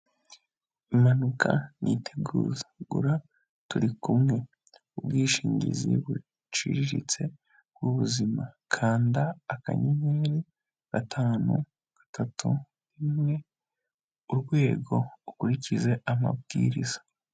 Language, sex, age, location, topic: Kinyarwanda, male, 25-35, Kigali, finance